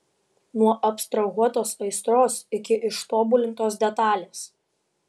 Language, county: Lithuanian, Vilnius